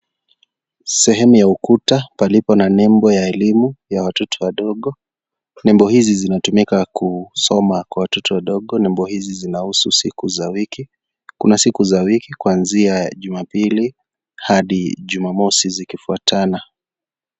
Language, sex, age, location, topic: Swahili, male, 25-35, Kisii, education